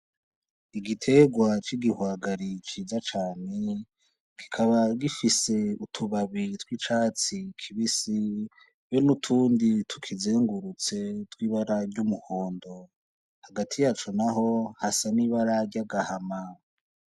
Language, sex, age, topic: Rundi, male, 18-24, agriculture